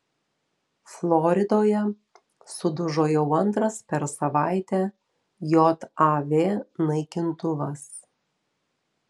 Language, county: Lithuanian, Telšiai